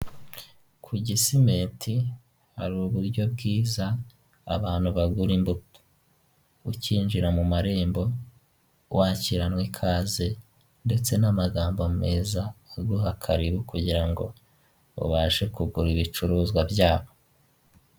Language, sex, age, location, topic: Kinyarwanda, male, 18-24, Huye, finance